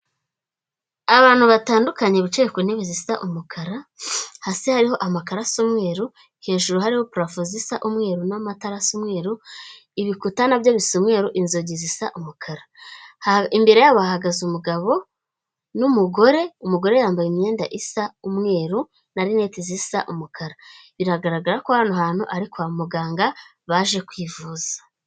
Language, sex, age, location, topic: Kinyarwanda, female, 25-35, Kigali, government